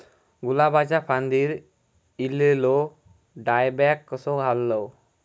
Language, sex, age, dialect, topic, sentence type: Marathi, male, 18-24, Southern Konkan, agriculture, question